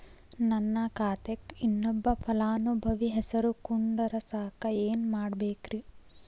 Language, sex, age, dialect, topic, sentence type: Kannada, female, 18-24, Dharwad Kannada, banking, question